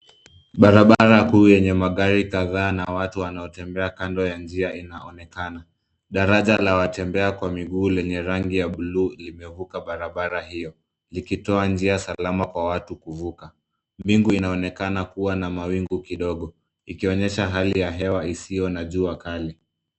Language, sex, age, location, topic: Swahili, male, 25-35, Nairobi, government